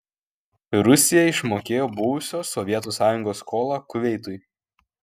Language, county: Lithuanian, Kaunas